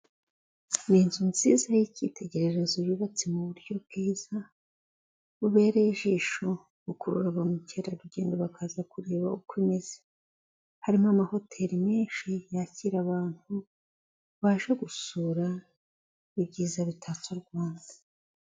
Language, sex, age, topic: Kinyarwanda, female, 36-49, government